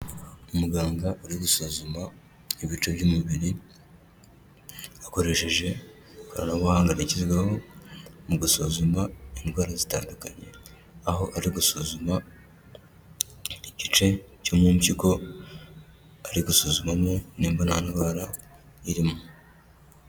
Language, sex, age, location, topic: Kinyarwanda, male, 18-24, Kigali, health